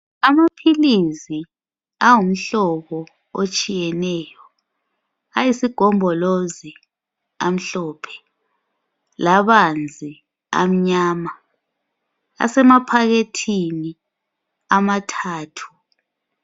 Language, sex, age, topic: North Ndebele, female, 25-35, health